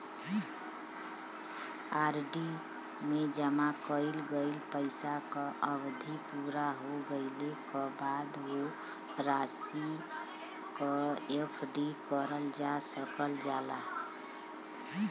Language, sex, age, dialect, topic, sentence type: Bhojpuri, female, 31-35, Western, banking, statement